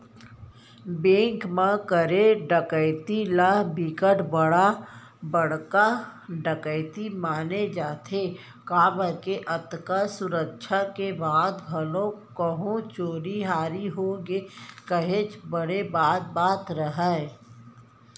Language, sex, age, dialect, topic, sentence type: Chhattisgarhi, female, 18-24, Central, banking, statement